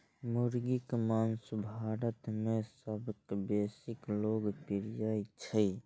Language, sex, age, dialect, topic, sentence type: Maithili, male, 56-60, Eastern / Thethi, agriculture, statement